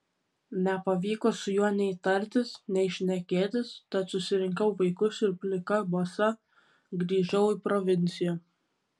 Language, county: Lithuanian, Kaunas